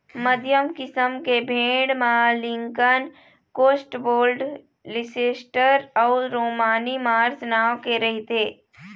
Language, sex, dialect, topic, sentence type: Chhattisgarhi, female, Eastern, agriculture, statement